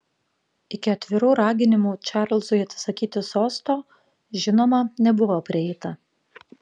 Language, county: Lithuanian, Panevėžys